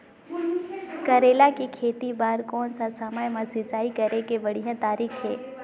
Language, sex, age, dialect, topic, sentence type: Chhattisgarhi, female, 18-24, Northern/Bhandar, agriculture, question